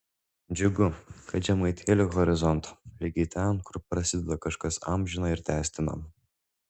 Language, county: Lithuanian, Šiauliai